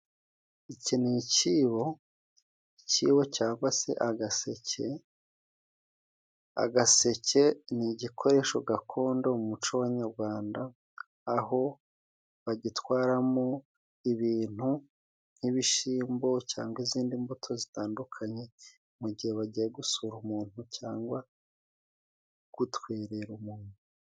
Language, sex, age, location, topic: Kinyarwanda, male, 36-49, Musanze, government